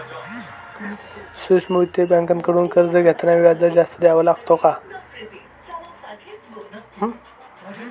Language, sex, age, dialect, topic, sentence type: Marathi, female, 18-24, Standard Marathi, banking, question